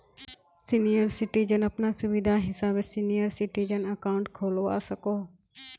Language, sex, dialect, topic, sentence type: Magahi, female, Northeastern/Surjapuri, banking, statement